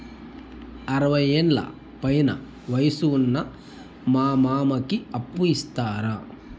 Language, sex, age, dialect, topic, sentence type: Telugu, male, 31-35, Southern, banking, statement